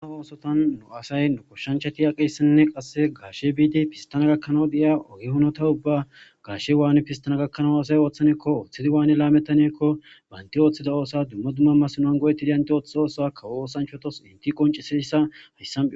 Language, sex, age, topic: Gamo, male, 18-24, agriculture